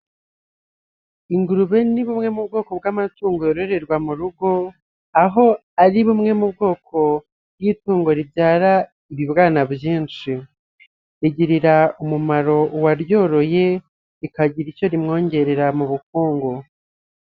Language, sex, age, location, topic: Kinyarwanda, male, 25-35, Nyagatare, agriculture